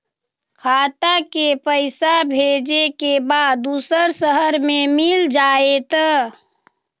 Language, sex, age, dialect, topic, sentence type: Magahi, female, 36-40, Western, banking, question